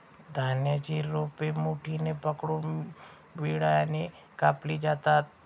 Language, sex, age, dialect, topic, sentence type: Marathi, male, 60-100, Standard Marathi, agriculture, statement